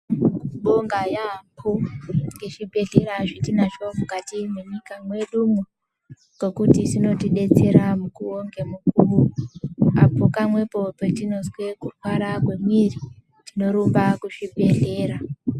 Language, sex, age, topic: Ndau, female, 18-24, health